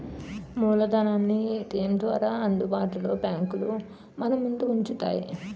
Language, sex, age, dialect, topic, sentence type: Telugu, female, 31-35, Utterandhra, banking, statement